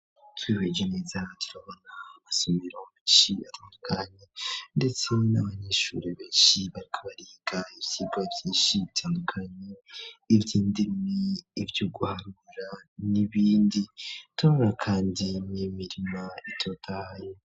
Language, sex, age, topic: Rundi, male, 18-24, education